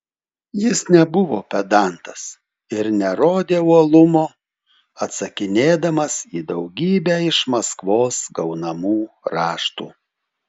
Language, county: Lithuanian, Telšiai